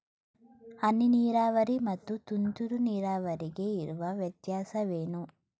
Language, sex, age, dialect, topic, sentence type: Kannada, female, 18-24, Mysore Kannada, agriculture, question